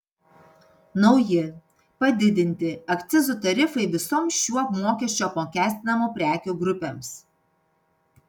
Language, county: Lithuanian, Panevėžys